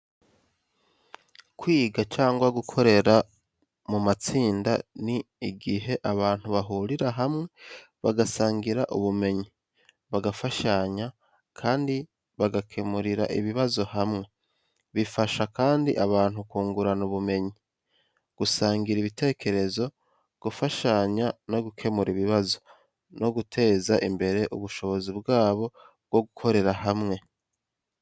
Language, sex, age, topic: Kinyarwanda, male, 25-35, education